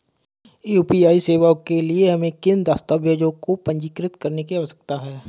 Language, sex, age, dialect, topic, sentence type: Hindi, male, 25-30, Marwari Dhudhari, banking, question